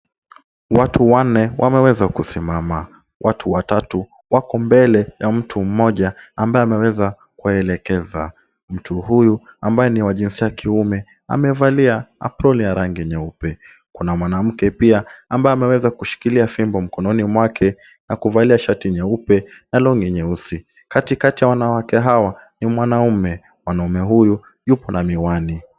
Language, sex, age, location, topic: Swahili, male, 18-24, Kisumu, agriculture